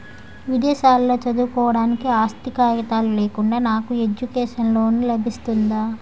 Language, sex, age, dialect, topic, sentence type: Telugu, female, 18-24, Utterandhra, banking, question